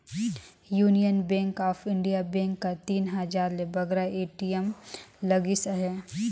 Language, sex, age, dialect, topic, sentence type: Chhattisgarhi, female, 25-30, Northern/Bhandar, banking, statement